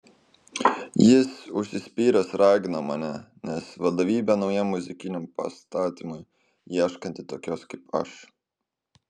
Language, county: Lithuanian, Kaunas